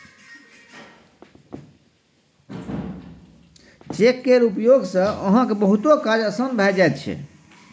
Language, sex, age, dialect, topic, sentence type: Maithili, male, 31-35, Bajjika, banking, statement